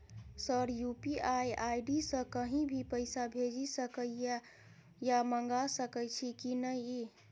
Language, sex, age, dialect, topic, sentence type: Maithili, female, 25-30, Southern/Standard, banking, question